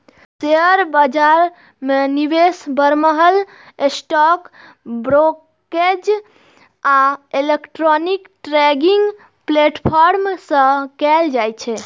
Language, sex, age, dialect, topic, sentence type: Maithili, female, 18-24, Eastern / Thethi, banking, statement